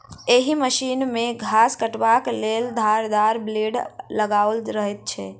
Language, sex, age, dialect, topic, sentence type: Maithili, female, 56-60, Southern/Standard, agriculture, statement